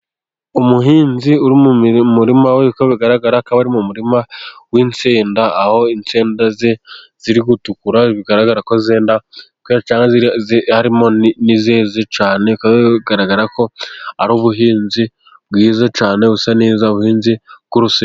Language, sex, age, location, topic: Kinyarwanda, male, 25-35, Gakenke, agriculture